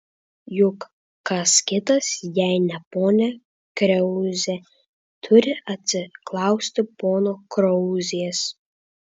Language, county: Lithuanian, Vilnius